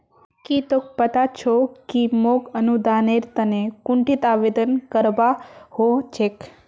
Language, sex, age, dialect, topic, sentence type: Magahi, female, 18-24, Northeastern/Surjapuri, banking, statement